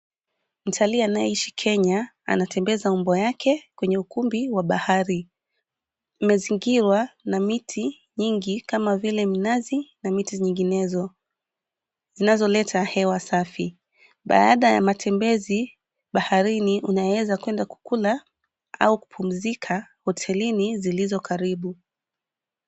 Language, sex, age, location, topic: Swahili, female, 25-35, Mombasa, agriculture